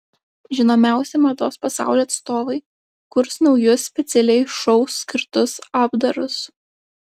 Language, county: Lithuanian, Klaipėda